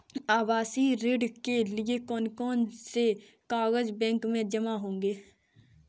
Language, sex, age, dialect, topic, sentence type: Hindi, female, 18-24, Kanauji Braj Bhasha, banking, question